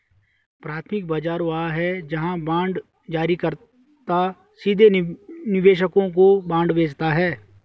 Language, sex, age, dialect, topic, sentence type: Hindi, male, 36-40, Garhwali, banking, statement